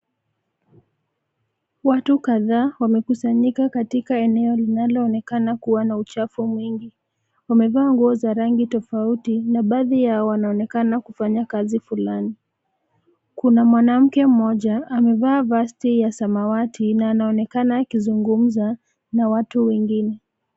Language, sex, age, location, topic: Swahili, female, 25-35, Nairobi, health